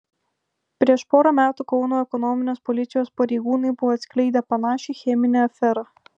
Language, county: Lithuanian, Vilnius